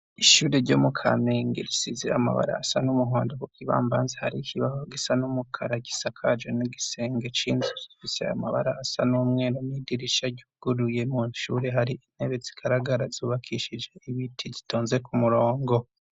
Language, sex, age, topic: Rundi, male, 25-35, education